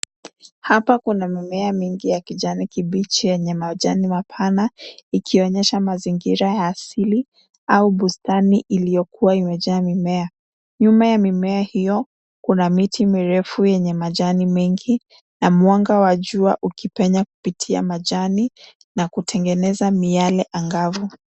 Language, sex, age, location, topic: Swahili, female, 25-35, Nairobi, health